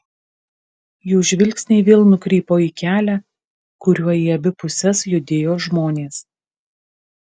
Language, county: Lithuanian, Kaunas